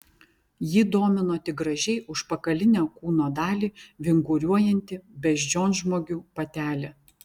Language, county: Lithuanian, Vilnius